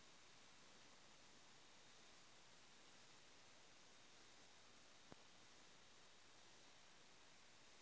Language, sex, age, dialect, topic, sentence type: Magahi, female, 51-55, Northeastern/Surjapuri, banking, question